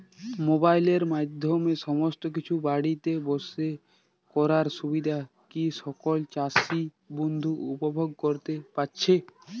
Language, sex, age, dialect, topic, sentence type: Bengali, male, 18-24, Jharkhandi, agriculture, question